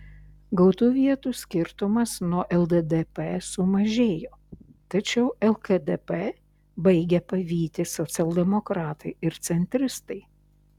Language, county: Lithuanian, Šiauliai